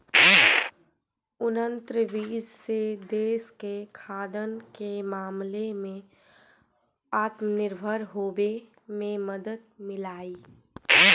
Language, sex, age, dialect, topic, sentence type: Magahi, female, 25-30, Central/Standard, banking, statement